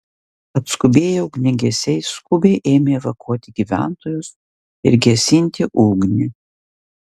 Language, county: Lithuanian, Vilnius